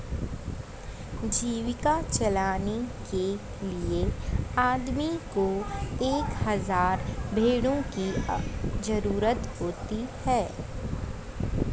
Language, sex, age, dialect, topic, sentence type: Hindi, female, 60-100, Awadhi Bundeli, agriculture, statement